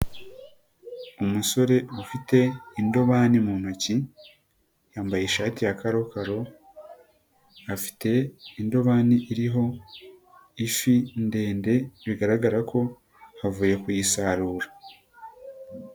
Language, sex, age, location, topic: Kinyarwanda, male, 18-24, Nyagatare, agriculture